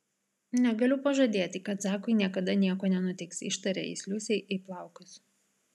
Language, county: Lithuanian, Vilnius